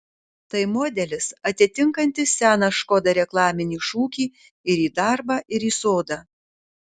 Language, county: Lithuanian, Kaunas